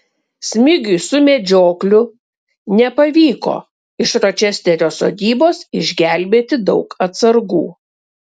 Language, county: Lithuanian, Kaunas